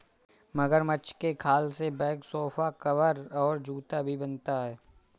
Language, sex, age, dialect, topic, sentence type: Hindi, male, 25-30, Awadhi Bundeli, agriculture, statement